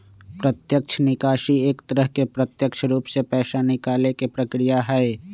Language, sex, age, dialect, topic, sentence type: Magahi, male, 25-30, Western, banking, statement